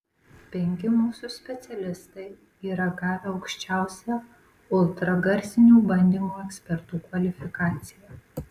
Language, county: Lithuanian, Marijampolė